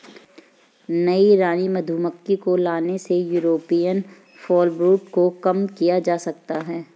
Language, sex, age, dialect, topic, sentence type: Hindi, female, 31-35, Marwari Dhudhari, agriculture, statement